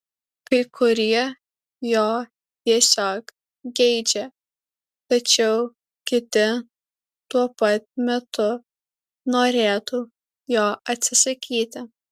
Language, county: Lithuanian, Alytus